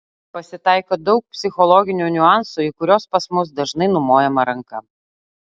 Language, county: Lithuanian, Utena